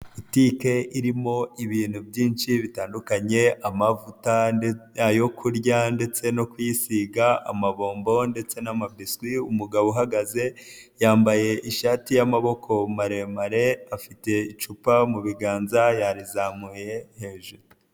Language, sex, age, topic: Kinyarwanda, male, 25-35, finance